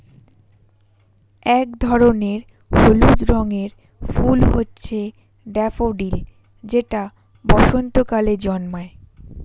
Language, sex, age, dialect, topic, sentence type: Bengali, female, 25-30, Standard Colloquial, agriculture, statement